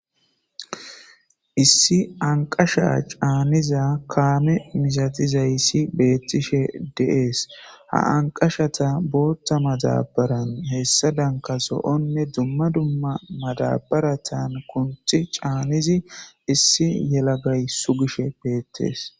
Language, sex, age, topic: Gamo, male, 18-24, government